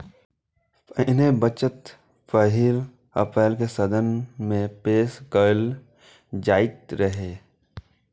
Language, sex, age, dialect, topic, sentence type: Maithili, male, 25-30, Eastern / Thethi, banking, statement